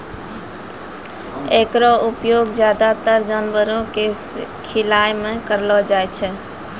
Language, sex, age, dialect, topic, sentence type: Maithili, female, 36-40, Angika, agriculture, statement